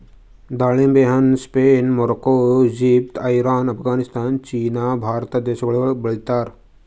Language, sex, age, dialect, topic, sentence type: Kannada, male, 18-24, Northeastern, agriculture, statement